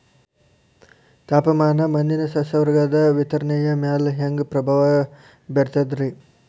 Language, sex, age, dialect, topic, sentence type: Kannada, male, 18-24, Dharwad Kannada, agriculture, question